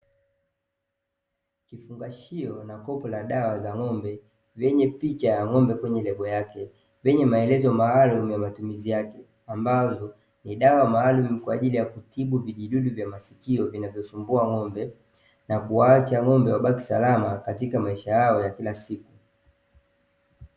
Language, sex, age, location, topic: Swahili, male, 18-24, Dar es Salaam, agriculture